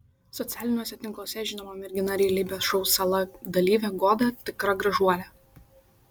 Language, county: Lithuanian, Šiauliai